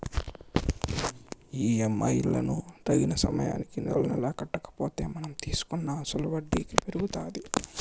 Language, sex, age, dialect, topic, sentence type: Telugu, male, 18-24, Southern, banking, statement